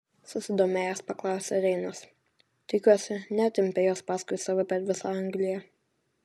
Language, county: Lithuanian, Vilnius